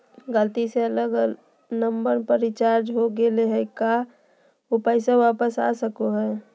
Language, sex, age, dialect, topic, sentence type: Magahi, female, 36-40, Southern, banking, question